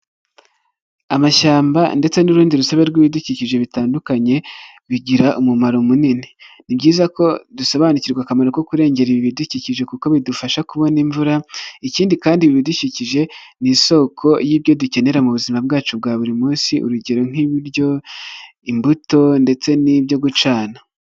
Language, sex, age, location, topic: Kinyarwanda, male, 25-35, Nyagatare, agriculture